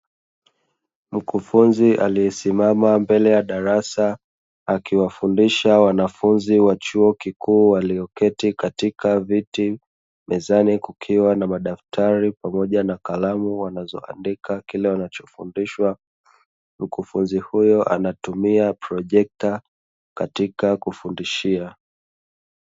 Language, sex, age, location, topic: Swahili, male, 25-35, Dar es Salaam, education